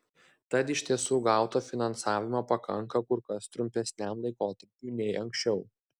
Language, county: Lithuanian, Klaipėda